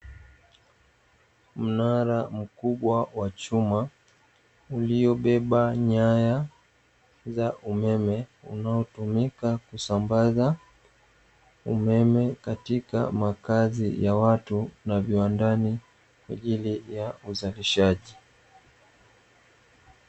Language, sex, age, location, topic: Swahili, male, 18-24, Dar es Salaam, government